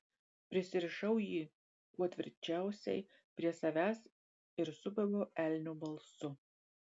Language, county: Lithuanian, Marijampolė